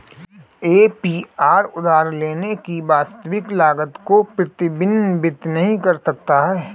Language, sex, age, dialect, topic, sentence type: Hindi, male, 25-30, Marwari Dhudhari, banking, statement